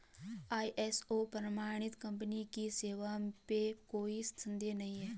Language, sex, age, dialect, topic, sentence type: Hindi, female, 25-30, Garhwali, banking, statement